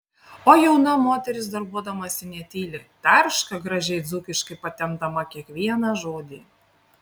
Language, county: Lithuanian, Panevėžys